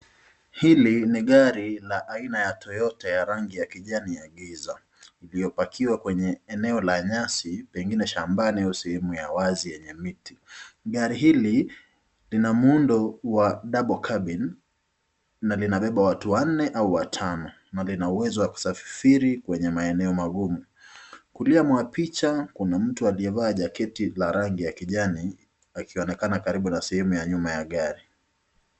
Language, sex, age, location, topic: Swahili, male, 25-35, Nakuru, finance